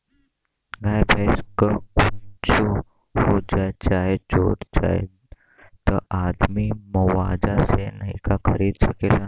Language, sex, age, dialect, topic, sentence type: Bhojpuri, male, 18-24, Western, agriculture, statement